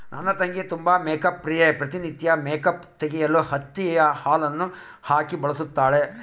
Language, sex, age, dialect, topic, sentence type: Kannada, male, 51-55, Central, agriculture, statement